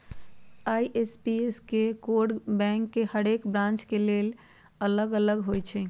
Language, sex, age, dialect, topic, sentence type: Magahi, female, 51-55, Western, banking, statement